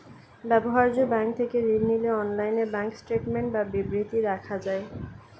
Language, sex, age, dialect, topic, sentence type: Bengali, female, 18-24, Standard Colloquial, banking, statement